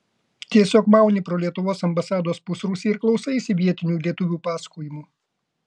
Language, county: Lithuanian, Kaunas